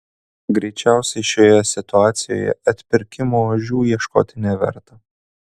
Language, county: Lithuanian, Kaunas